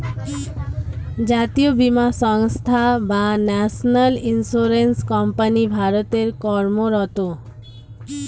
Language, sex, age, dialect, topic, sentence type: Bengali, female, 25-30, Standard Colloquial, banking, statement